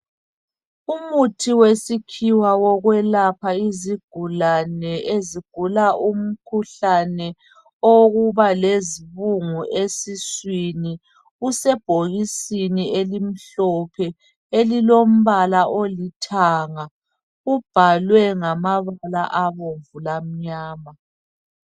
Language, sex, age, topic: North Ndebele, female, 36-49, health